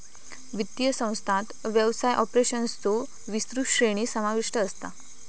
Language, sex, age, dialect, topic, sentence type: Marathi, female, 18-24, Southern Konkan, banking, statement